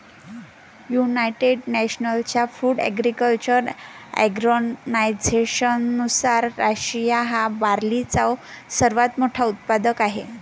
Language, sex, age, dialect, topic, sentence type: Marathi, female, 25-30, Varhadi, agriculture, statement